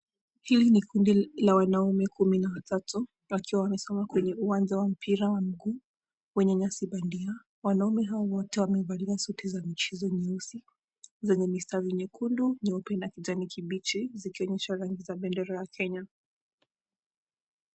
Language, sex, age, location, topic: Swahili, female, 18-24, Mombasa, education